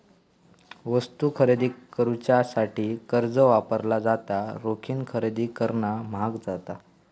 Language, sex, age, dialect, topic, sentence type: Marathi, male, 18-24, Southern Konkan, banking, statement